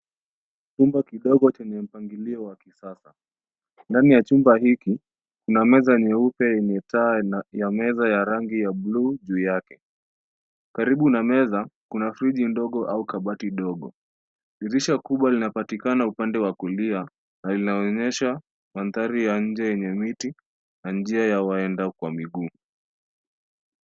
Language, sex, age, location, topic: Swahili, male, 25-35, Nairobi, education